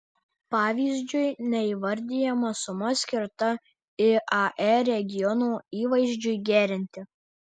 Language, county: Lithuanian, Marijampolė